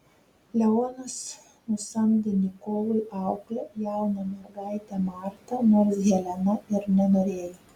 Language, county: Lithuanian, Telšiai